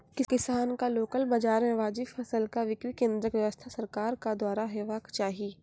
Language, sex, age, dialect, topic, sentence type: Maithili, female, 46-50, Angika, agriculture, question